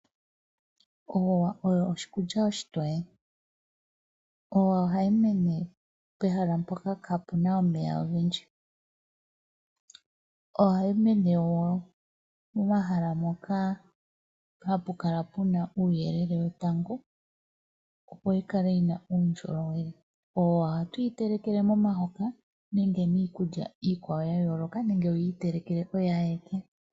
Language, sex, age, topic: Oshiwambo, female, 25-35, agriculture